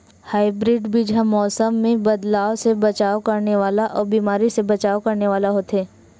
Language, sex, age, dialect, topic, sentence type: Chhattisgarhi, female, 25-30, Western/Budati/Khatahi, agriculture, statement